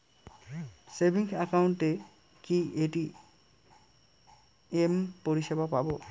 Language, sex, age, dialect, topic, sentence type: Bengali, male, 18-24, Rajbangshi, banking, question